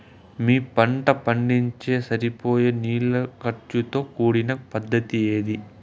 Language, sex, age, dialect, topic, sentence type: Telugu, male, 18-24, Southern, agriculture, question